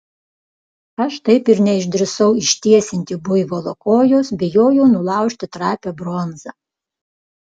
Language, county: Lithuanian, Klaipėda